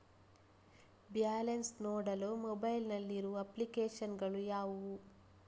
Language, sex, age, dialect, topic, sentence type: Kannada, female, 36-40, Coastal/Dakshin, banking, question